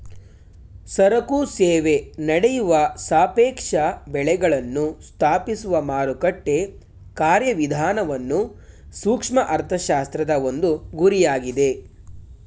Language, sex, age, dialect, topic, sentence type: Kannada, male, 18-24, Mysore Kannada, banking, statement